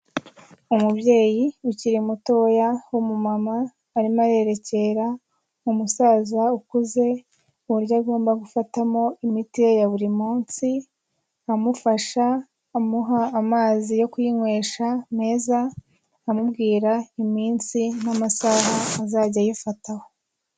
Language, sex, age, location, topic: Kinyarwanda, female, 18-24, Kigali, health